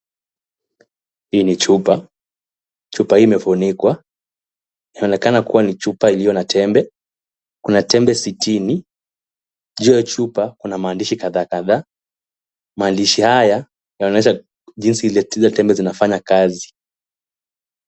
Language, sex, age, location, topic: Swahili, male, 18-24, Kisumu, health